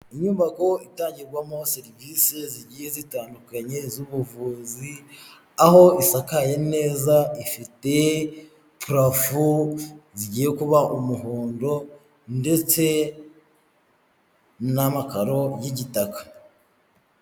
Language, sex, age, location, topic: Kinyarwanda, male, 25-35, Huye, health